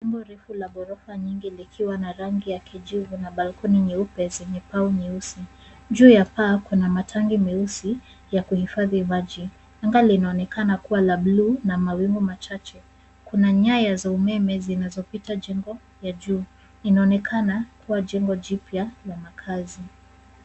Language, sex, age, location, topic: Swahili, female, 36-49, Nairobi, finance